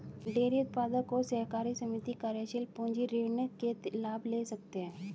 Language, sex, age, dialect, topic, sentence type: Hindi, female, 36-40, Hindustani Malvi Khadi Boli, agriculture, statement